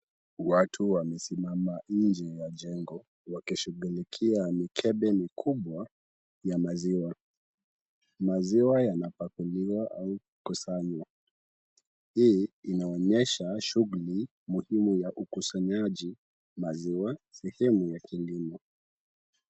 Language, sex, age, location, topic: Swahili, male, 18-24, Kisumu, agriculture